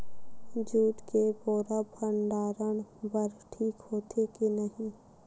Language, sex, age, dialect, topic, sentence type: Chhattisgarhi, female, 18-24, Western/Budati/Khatahi, agriculture, question